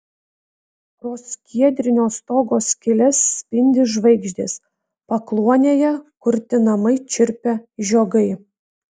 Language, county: Lithuanian, Vilnius